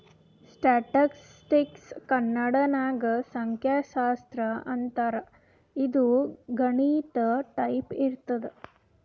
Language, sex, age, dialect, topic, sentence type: Kannada, female, 18-24, Northeastern, banking, statement